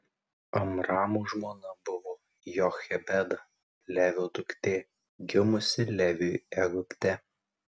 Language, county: Lithuanian, Tauragė